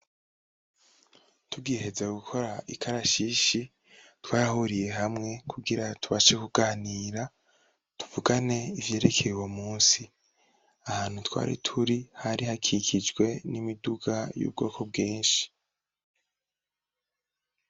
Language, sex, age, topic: Rundi, male, 18-24, education